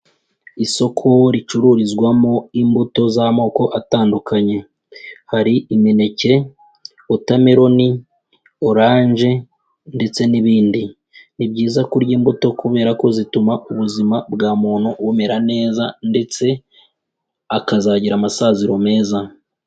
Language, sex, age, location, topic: Kinyarwanda, female, 25-35, Kigali, agriculture